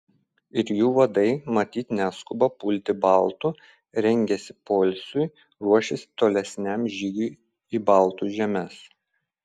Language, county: Lithuanian, Vilnius